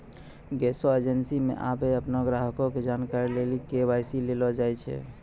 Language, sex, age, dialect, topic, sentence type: Maithili, male, 25-30, Angika, banking, statement